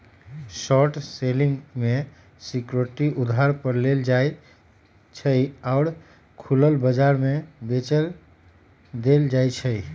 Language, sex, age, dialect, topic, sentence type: Magahi, male, 18-24, Western, banking, statement